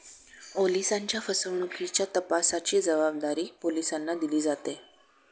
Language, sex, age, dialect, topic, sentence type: Marathi, male, 56-60, Standard Marathi, banking, statement